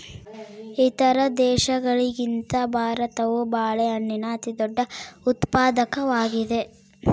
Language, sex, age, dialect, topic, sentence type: Kannada, female, 18-24, Central, agriculture, statement